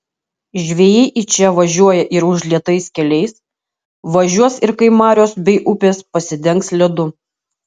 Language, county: Lithuanian, Kaunas